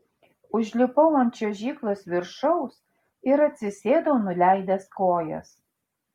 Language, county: Lithuanian, Šiauliai